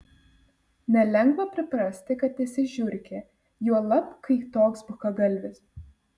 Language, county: Lithuanian, Vilnius